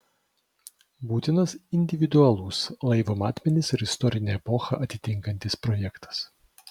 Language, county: Lithuanian, Vilnius